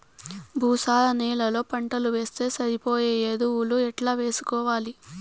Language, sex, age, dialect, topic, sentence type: Telugu, female, 18-24, Southern, agriculture, question